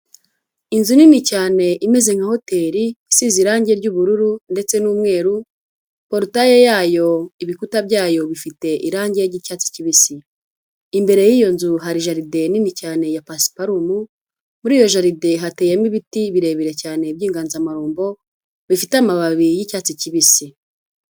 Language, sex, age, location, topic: Kinyarwanda, female, 25-35, Huye, government